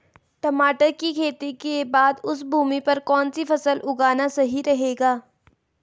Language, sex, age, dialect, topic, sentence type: Hindi, female, 18-24, Garhwali, agriculture, question